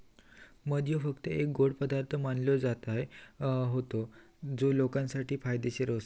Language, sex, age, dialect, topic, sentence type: Marathi, female, 18-24, Southern Konkan, agriculture, statement